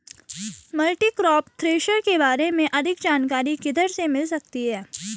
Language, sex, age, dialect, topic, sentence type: Hindi, female, 36-40, Garhwali, agriculture, question